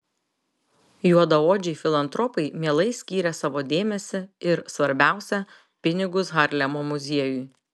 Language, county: Lithuanian, Telšiai